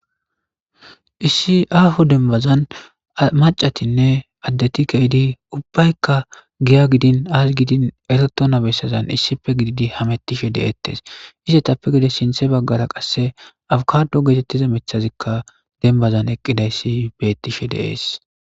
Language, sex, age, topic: Gamo, male, 25-35, government